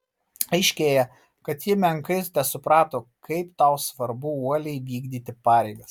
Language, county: Lithuanian, Marijampolė